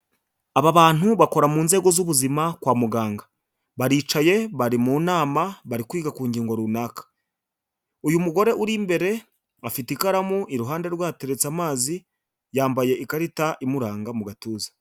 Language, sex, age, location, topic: Kinyarwanda, male, 25-35, Huye, health